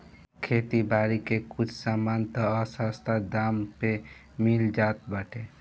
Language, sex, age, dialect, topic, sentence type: Bhojpuri, male, <18, Northern, agriculture, statement